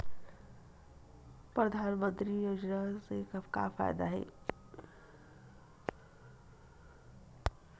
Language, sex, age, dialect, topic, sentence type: Chhattisgarhi, female, 41-45, Western/Budati/Khatahi, banking, question